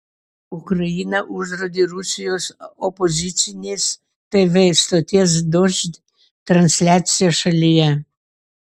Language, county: Lithuanian, Vilnius